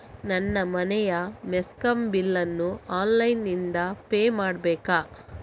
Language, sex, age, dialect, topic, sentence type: Kannada, female, 25-30, Coastal/Dakshin, banking, question